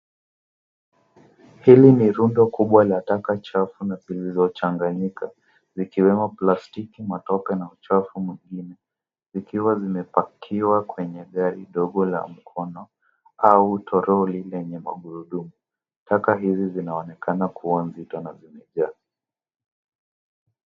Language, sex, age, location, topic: Swahili, male, 18-24, Nairobi, government